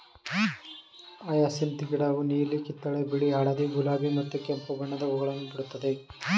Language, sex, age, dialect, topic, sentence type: Kannada, male, 36-40, Mysore Kannada, agriculture, statement